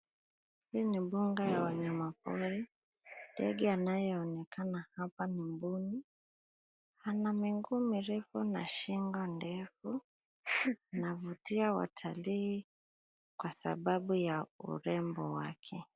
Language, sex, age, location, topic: Swahili, female, 25-35, Nairobi, government